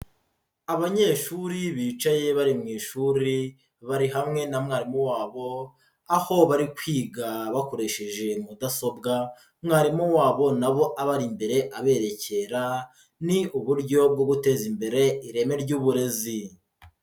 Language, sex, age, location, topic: Kinyarwanda, male, 36-49, Huye, education